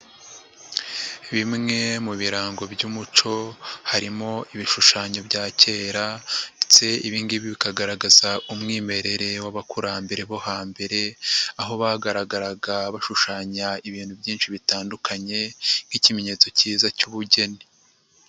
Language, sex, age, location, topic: Kinyarwanda, male, 50+, Nyagatare, education